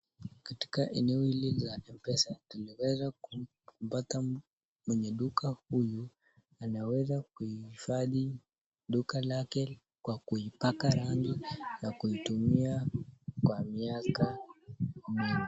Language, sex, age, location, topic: Swahili, male, 25-35, Nakuru, finance